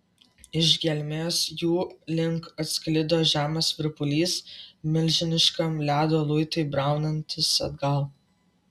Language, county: Lithuanian, Vilnius